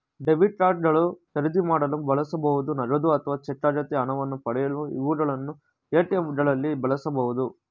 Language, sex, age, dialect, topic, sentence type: Kannada, male, 36-40, Mysore Kannada, banking, statement